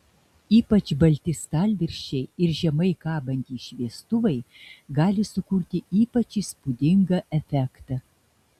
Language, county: Lithuanian, Šiauliai